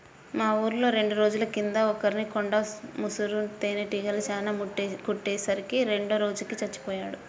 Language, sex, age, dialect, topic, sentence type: Telugu, female, 25-30, Central/Coastal, agriculture, statement